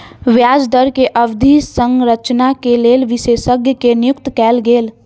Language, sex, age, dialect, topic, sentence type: Maithili, female, 60-100, Southern/Standard, banking, statement